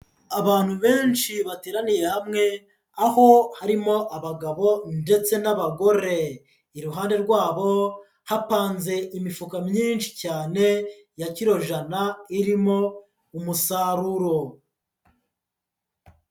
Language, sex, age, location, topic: Kinyarwanda, female, 25-35, Huye, agriculture